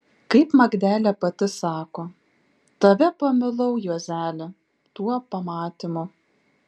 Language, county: Lithuanian, Šiauliai